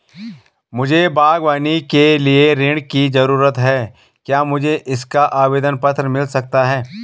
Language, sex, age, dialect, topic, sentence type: Hindi, male, 36-40, Garhwali, banking, question